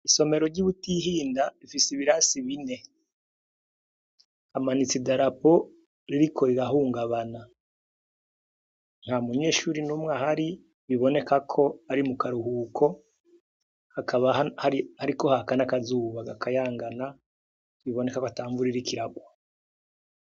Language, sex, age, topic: Rundi, male, 36-49, education